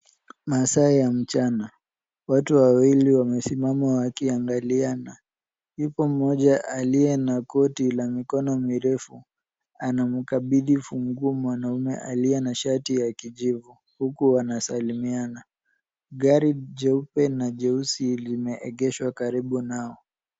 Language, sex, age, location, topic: Swahili, male, 18-24, Nairobi, finance